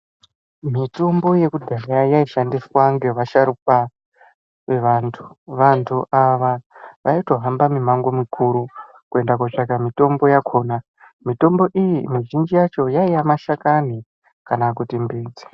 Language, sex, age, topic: Ndau, male, 18-24, health